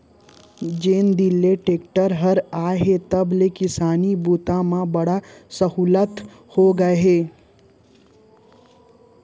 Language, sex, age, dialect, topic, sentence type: Chhattisgarhi, male, 60-100, Central, agriculture, statement